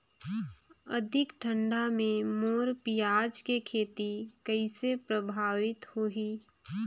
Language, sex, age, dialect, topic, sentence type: Chhattisgarhi, female, 25-30, Northern/Bhandar, agriculture, question